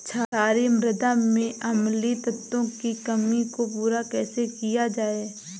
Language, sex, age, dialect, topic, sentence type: Hindi, female, 18-24, Awadhi Bundeli, agriculture, question